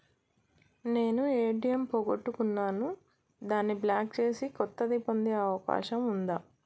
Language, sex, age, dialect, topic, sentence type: Telugu, female, 25-30, Telangana, banking, question